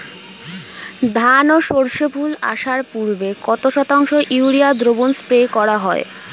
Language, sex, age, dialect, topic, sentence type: Bengali, female, 18-24, Standard Colloquial, agriculture, question